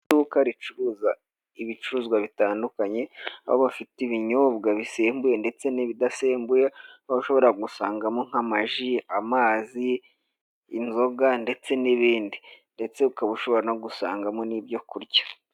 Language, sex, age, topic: Kinyarwanda, male, 18-24, finance